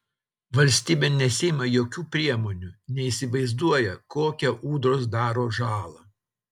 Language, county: Lithuanian, Telšiai